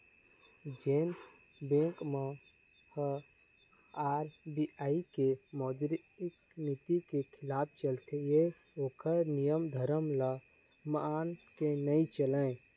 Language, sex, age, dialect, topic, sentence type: Chhattisgarhi, male, 60-100, Eastern, banking, statement